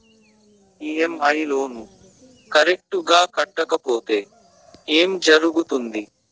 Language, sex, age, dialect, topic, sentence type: Telugu, male, 18-24, Southern, banking, question